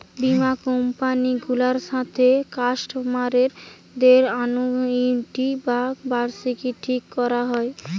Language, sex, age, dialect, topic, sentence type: Bengali, female, 18-24, Western, banking, statement